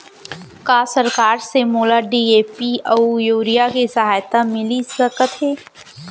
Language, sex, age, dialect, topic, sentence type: Chhattisgarhi, female, 18-24, Central, agriculture, question